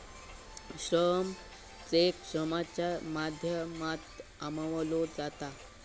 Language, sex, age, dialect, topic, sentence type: Marathi, male, 18-24, Southern Konkan, banking, statement